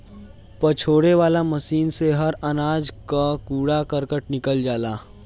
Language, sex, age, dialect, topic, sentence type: Bhojpuri, male, <18, Northern, agriculture, statement